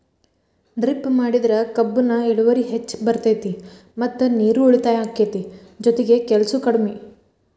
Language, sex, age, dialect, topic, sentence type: Kannada, female, 18-24, Dharwad Kannada, agriculture, statement